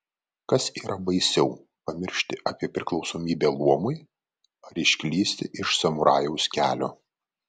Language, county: Lithuanian, Vilnius